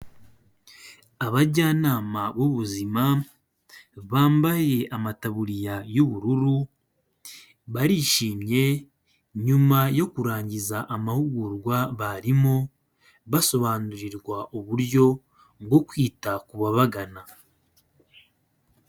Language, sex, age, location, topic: Kinyarwanda, male, 25-35, Kigali, health